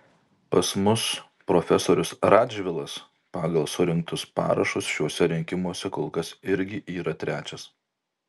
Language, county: Lithuanian, Marijampolė